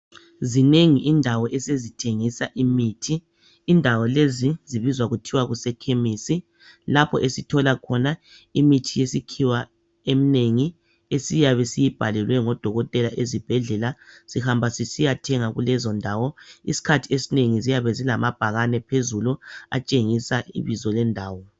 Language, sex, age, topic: North Ndebele, male, 25-35, health